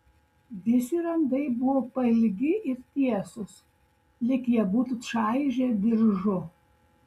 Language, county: Lithuanian, Šiauliai